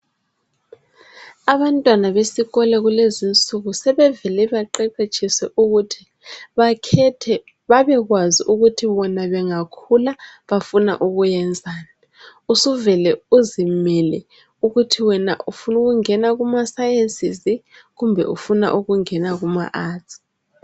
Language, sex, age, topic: North Ndebele, female, 18-24, health